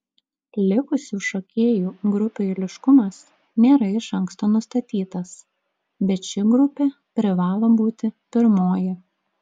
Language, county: Lithuanian, Klaipėda